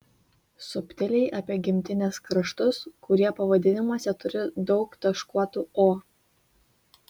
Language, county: Lithuanian, Vilnius